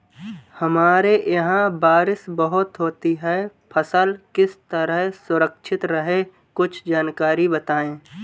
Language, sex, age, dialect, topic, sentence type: Hindi, male, 18-24, Marwari Dhudhari, agriculture, question